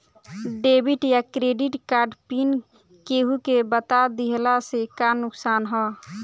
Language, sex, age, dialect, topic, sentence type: Bhojpuri, female, <18, Southern / Standard, banking, question